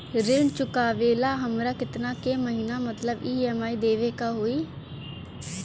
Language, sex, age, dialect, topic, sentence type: Bhojpuri, female, 18-24, Northern, banking, question